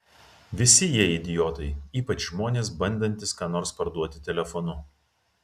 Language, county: Lithuanian, Vilnius